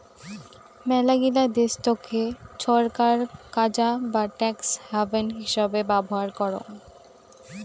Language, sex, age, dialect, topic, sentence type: Bengali, female, 18-24, Rajbangshi, banking, statement